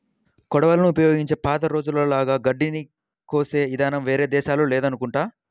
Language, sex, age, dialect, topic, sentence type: Telugu, male, 18-24, Central/Coastal, agriculture, statement